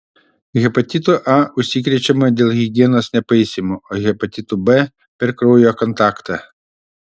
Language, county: Lithuanian, Utena